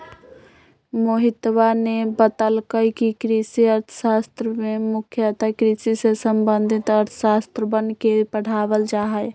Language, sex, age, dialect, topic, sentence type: Magahi, female, 25-30, Western, banking, statement